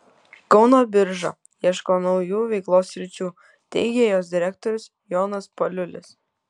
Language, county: Lithuanian, Kaunas